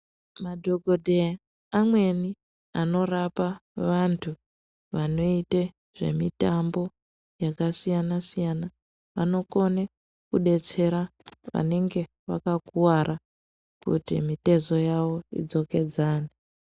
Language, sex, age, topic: Ndau, female, 18-24, health